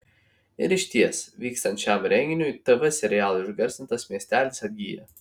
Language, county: Lithuanian, Vilnius